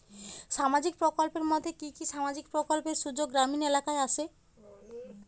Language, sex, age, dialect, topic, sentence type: Bengali, female, 36-40, Rajbangshi, banking, question